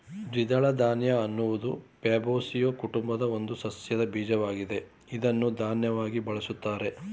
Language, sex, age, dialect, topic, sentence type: Kannada, male, 41-45, Mysore Kannada, agriculture, statement